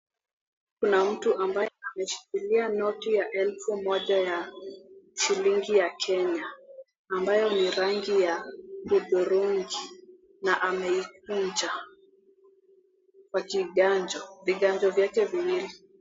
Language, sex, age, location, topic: Swahili, female, 18-24, Mombasa, finance